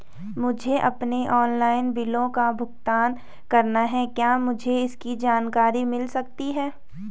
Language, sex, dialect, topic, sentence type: Hindi, female, Garhwali, banking, question